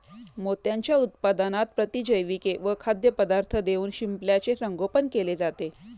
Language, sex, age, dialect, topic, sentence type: Marathi, female, 31-35, Standard Marathi, agriculture, statement